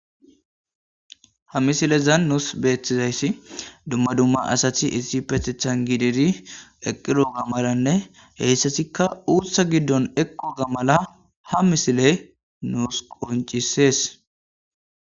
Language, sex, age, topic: Gamo, male, 25-35, agriculture